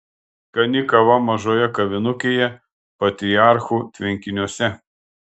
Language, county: Lithuanian, Klaipėda